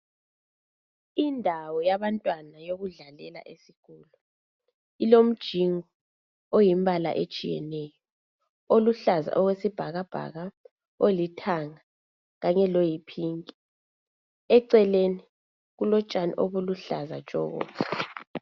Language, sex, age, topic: North Ndebele, female, 25-35, education